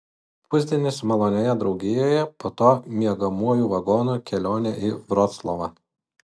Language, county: Lithuanian, Utena